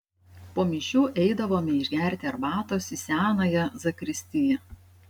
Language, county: Lithuanian, Šiauliai